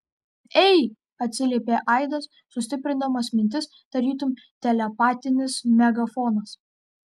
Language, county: Lithuanian, Kaunas